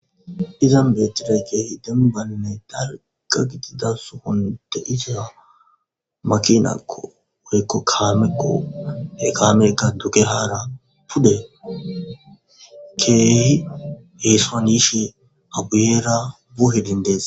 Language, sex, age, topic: Gamo, male, 25-35, government